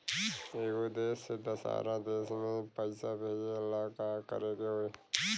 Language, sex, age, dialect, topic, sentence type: Bhojpuri, male, 25-30, Western, banking, question